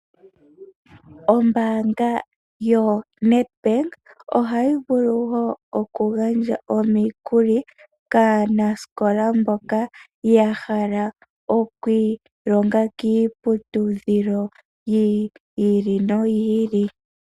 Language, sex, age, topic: Oshiwambo, female, 18-24, finance